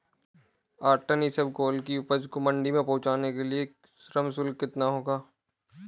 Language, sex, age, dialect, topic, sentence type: Hindi, male, 18-24, Marwari Dhudhari, agriculture, question